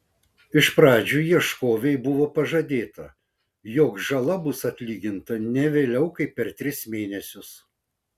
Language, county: Lithuanian, Vilnius